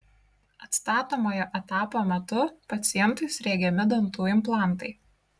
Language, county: Lithuanian, Kaunas